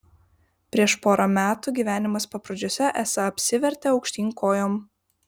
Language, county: Lithuanian, Vilnius